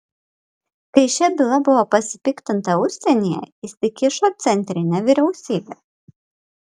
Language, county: Lithuanian, Panevėžys